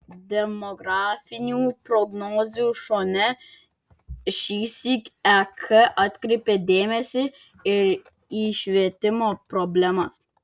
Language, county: Lithuanian, Klaipėda